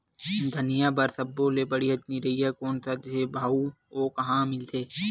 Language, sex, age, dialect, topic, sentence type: Chhattisgarhi, male, 18-24, Western/Budati/Khatahi, agriculture, question